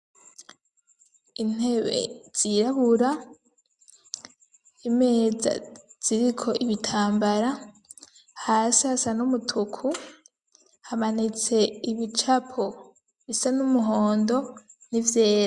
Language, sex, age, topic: Rundi, female, 25-35, education